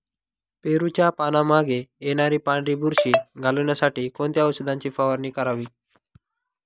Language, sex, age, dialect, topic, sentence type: Marathi, male, 36-40, Northern Konkan, agriculture, question